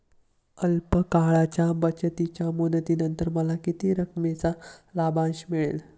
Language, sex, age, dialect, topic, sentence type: Marathi, male, 18-24, Standard Marathi, banking, question